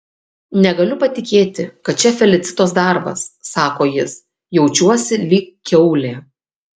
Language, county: Lithuanian, Kaunas